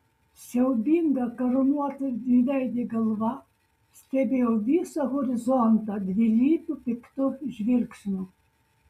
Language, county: Lithuanian, Šiauliai